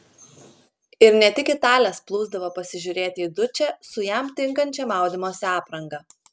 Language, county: Lithuanian, Klaipėda